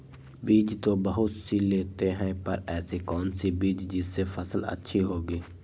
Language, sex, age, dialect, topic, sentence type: Magahi, male, 18-24, Western, agriculture, question